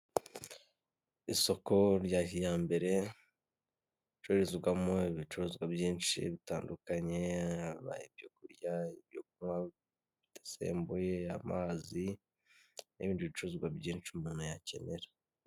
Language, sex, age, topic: Kinyarwanda, male, 18-24, finance